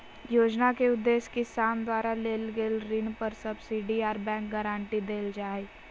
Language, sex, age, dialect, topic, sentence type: Magahi, female, 25-30, Southern, agriculture, statement